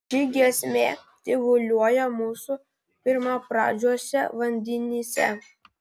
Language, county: Lithuanian, Vilnius